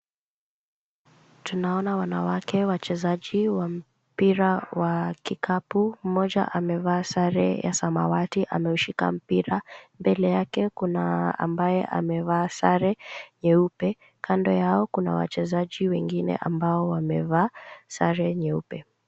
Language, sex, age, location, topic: Swahili, female, 18-24, Kisumu, government